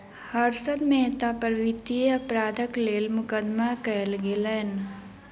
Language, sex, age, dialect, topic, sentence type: Maithili, female, 18-24, Southern/Standard, banking, statement